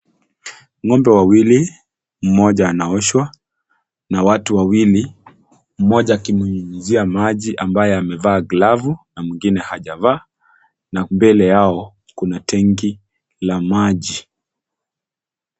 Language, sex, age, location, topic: Swahili, male, 25-35, Kisii, agriculture